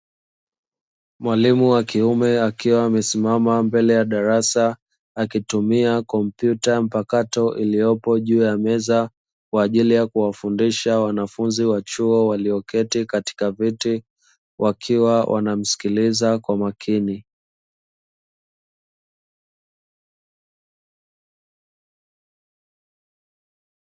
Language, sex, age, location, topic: Swahili, male, 25-35, Dar es Salaam, education